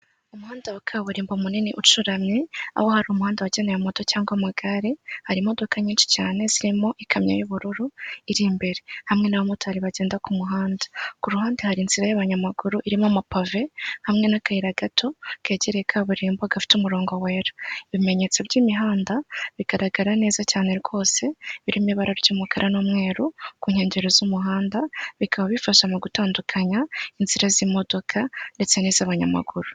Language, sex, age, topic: Kinyarwanda, female, 36-49, government